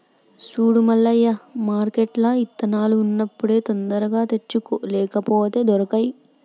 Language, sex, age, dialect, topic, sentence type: Telugu, female, 18-24, Telangana, agriculture, statement